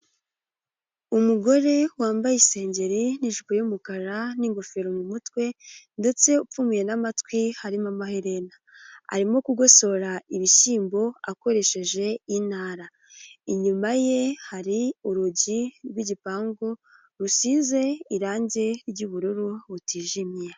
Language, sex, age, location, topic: Kinyarwanda, female, 18-24, Nyagatare, agriculture